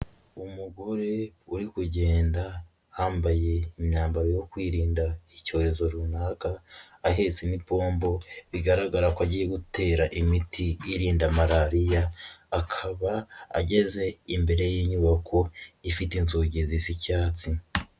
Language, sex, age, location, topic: Kinyarwanda, male, 18-24, Nyagatare, health